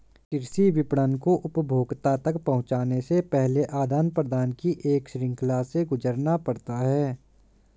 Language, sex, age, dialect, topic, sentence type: Hindi, male, 18-24, Hindustani Malvi Khadi Boli, agriculture, statement